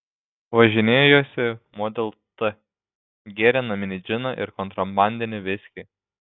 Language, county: Lithuanian, Šiauliai